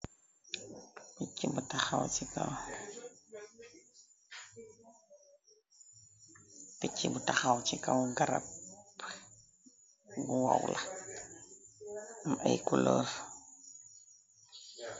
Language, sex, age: Wolof, female, 36-49